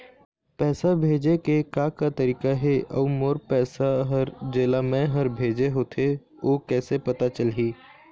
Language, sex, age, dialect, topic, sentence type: Chhattisgarhi, male, 18-24, Eastern, banking, question